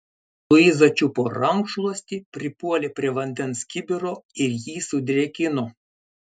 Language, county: Lithuanian, Klaipėda